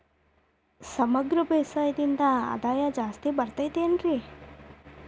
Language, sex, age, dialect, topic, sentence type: Kannada, female, 25-30, Dharwad Kannada, agriculture, question